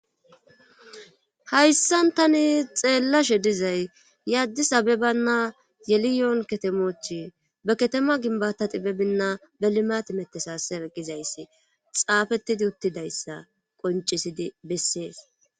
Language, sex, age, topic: Gamo, female, 18-24, government